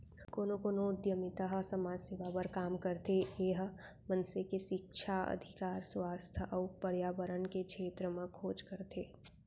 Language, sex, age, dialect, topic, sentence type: Chhattisgarhi, female, 18-24, Central, banking, statement